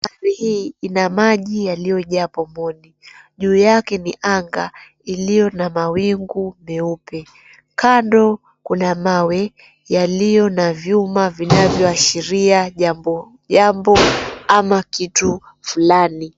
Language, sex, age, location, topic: Swahili, female, 25-35, Mombasa, government